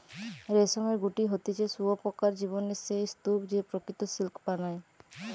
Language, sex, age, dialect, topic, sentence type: Bengali, male, 25-30, Western, agriculture, statement